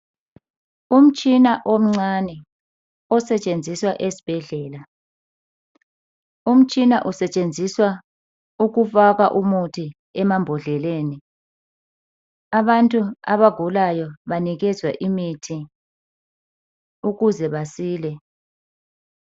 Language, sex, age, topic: North Ndebele, female, 36-49, health